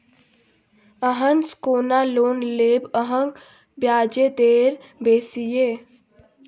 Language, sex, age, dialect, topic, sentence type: Maithili, female, 18-24, Bajjika, banking, statement